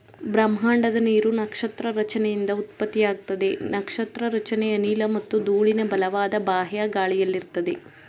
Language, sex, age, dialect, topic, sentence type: Kannada, female, 18-24, Mysore Kannada, agriculture, statement